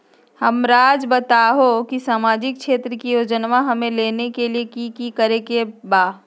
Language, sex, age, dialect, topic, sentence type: Magahi, female, 36-40, Southern, banking, question